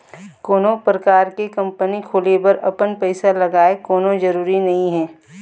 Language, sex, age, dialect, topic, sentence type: Chhattisgarhi, female, 25-30, Eastern, banking, statement